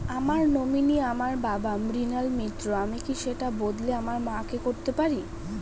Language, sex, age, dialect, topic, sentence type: Bengali, female, 31-35, Standard Colloquial, banking, question